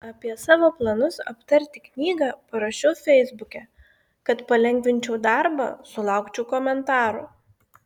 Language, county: Lithuanian, Klaipėda